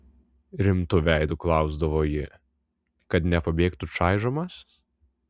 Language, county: Lithuanian, Vilnius